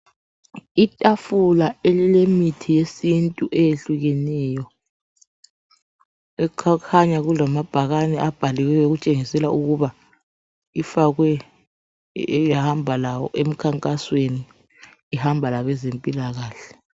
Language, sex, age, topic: North Ndebele, female, 36-49, health